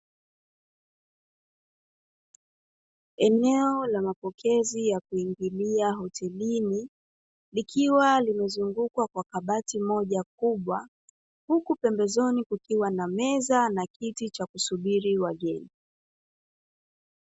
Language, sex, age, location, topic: Swahili, female, 25-35, Dar es Salaam, finance